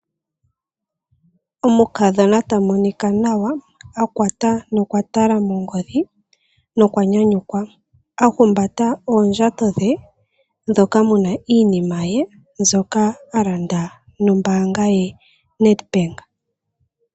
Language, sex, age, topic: Oshiwambo, female, 18-24, finance